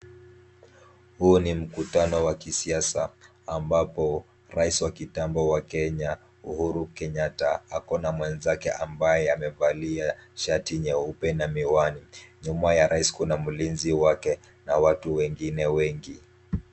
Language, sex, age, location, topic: Swahili, male, 18-24, Kisumu, government